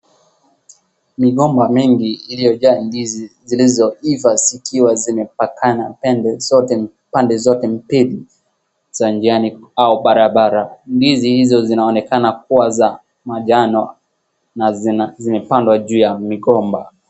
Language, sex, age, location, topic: Swahili, male, 25-35, Wajir, agriculture